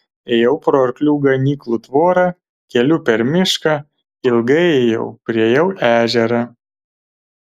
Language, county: Lithuanian, Kaunas